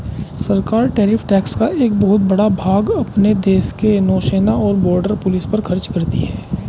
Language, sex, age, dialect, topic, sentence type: Hindi, male, 25-30, Hindustani Malvi Khadi Boli, banking, statement